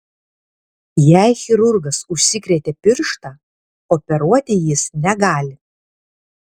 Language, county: Lithuanian, Alytus